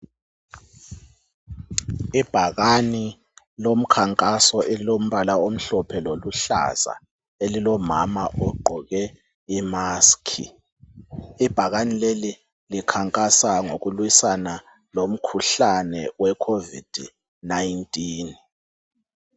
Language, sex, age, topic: North Ndebele, male, 36-49, health